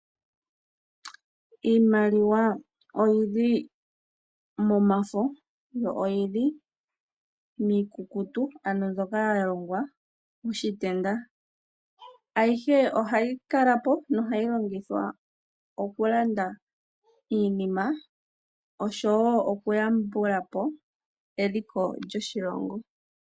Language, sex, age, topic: Oshiwambo, female, 25-35, finance